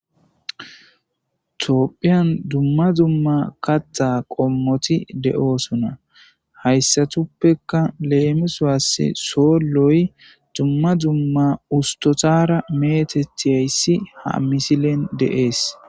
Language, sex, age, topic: Gamo, male, 18-24, government